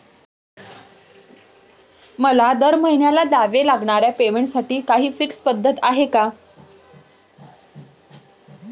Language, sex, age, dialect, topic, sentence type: Marathi, female, 25-30, Standard Marathi, banking, question